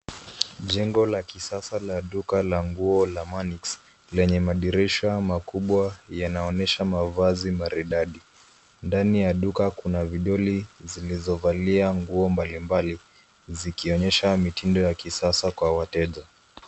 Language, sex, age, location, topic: Swahili, male, 25-35, Nairobi, finance